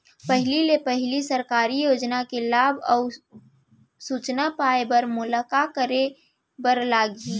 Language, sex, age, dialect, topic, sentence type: Chhattisgarhi, female, 18-24, Central, agriculture, question